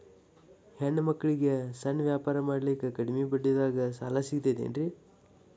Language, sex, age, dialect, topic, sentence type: Kannada, male, 18-24, Dharwad Kannada, banking, question